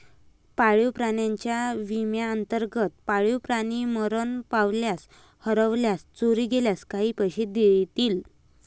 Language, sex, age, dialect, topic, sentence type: Marathi, female, 25-30, Varhadi, banking, statement